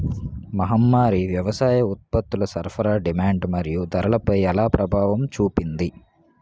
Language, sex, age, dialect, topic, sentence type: Telugu, male, 18-24, Utterandhra, agriculture, question